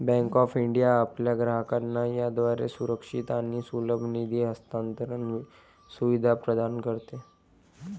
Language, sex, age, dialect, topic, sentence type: Marathi, male, 18-24, Varhadi, banking, statement